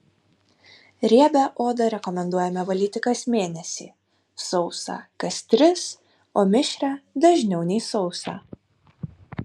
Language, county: Lithuanian, Kaunas